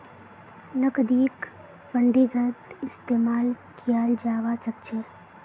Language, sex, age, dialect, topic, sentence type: Magahi, female, 18-24, Northeastern/Surjapuri, banking, statement